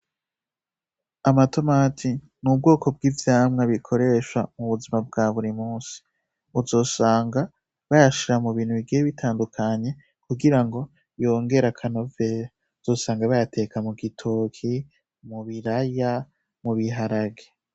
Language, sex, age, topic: Rundi, male, 18-24, agriculture